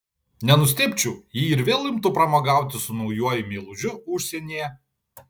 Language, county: Lithuanian, Panevėžys